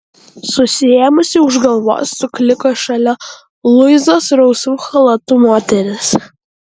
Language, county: Lithuanian, Vilnius